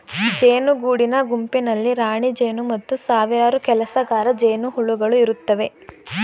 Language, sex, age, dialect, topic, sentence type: Kannada, female, 18-24, Mysore Kannada, agriculture, statement